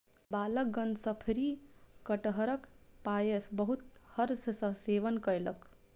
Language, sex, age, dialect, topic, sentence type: Maithili, female, 25-30, Southern/Standard, agriculture, statement